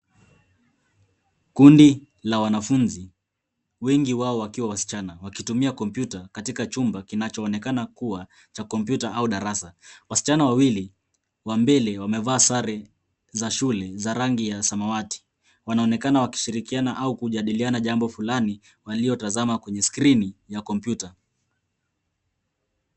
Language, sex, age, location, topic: Swahili, male, 18-24, Nairobi, government